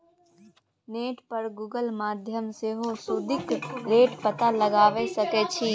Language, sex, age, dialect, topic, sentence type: Maithili, female, 18-24, Bajjika, banking, statement